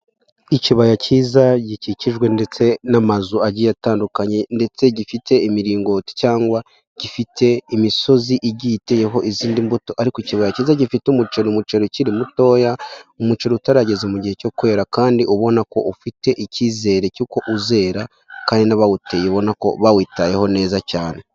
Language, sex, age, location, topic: Kinyarwanda, male, 18-24, Huye, agriculture